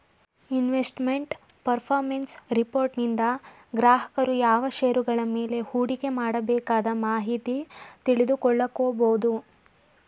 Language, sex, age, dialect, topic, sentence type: Kannada, male, 18-24, Mysore Kannada, banking, statement